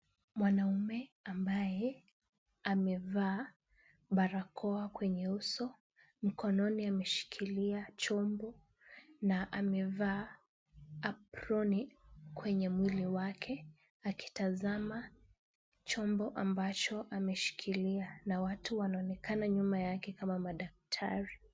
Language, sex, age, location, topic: Swahili, female, 18-24, Kisumu, health